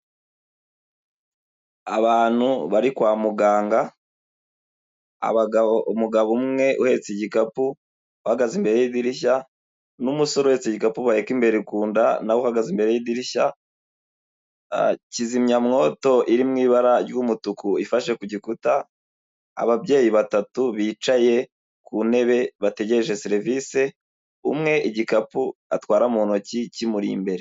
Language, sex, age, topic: Kinyarwanda, male, 25-35, government